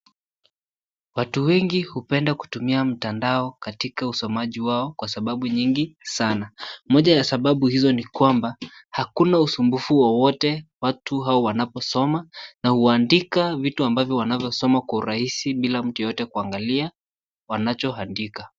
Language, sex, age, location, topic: Swahili, male, 18-24, Nairobi, education